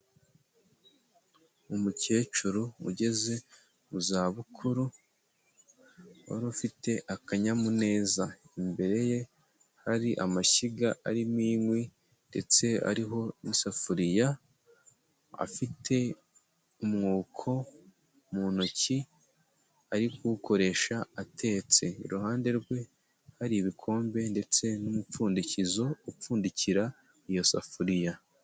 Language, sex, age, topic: Kinyarwanda, male, 18-24, health